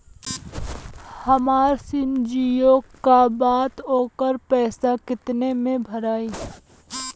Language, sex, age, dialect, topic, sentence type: Bhojpuri, female, 18-24, Western, banking, question